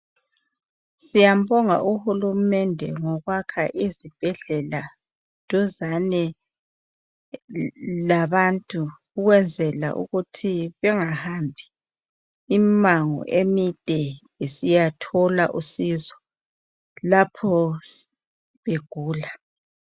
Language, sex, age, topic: North Ndebele, female, 36-49, health